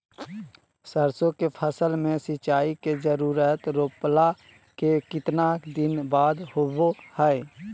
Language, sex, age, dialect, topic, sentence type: Magahi, male, 31-35, Southern, agriculture, question